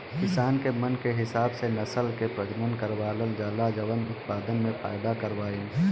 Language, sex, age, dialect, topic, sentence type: Bhojpuri, male, 25-30, Northern, agriculture, statement